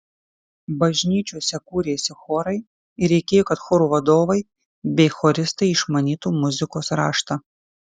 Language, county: Lithuanian, Kaunas